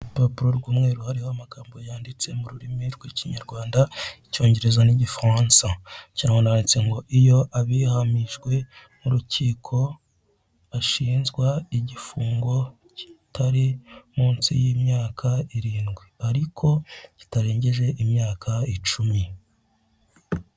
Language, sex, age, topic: Kinyarwanda, male, 25-35, government